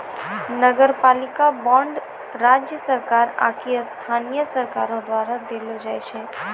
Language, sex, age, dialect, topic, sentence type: Maithili, female, 18-24, Angika, banking, statement